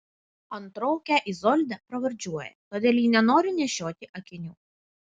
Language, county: Lithuanian, Vilnius